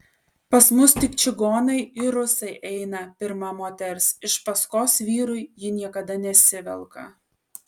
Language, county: Lithuanian, Alytus